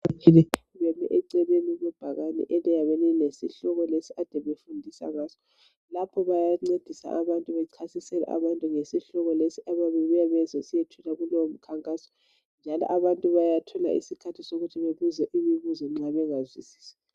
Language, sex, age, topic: North Ndebele, female, 36-49, health